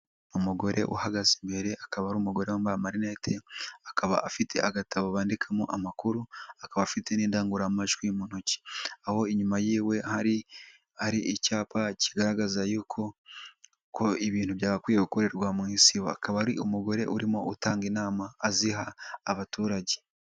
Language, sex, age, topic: Kinyarwanda, male, 18-24, government